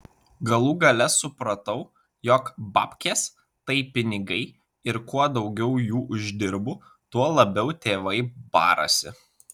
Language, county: Lithuanian, Vilnius